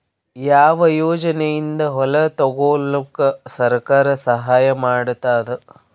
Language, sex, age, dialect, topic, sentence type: Kannada, female, 41-45, Northeastern, agriculture, question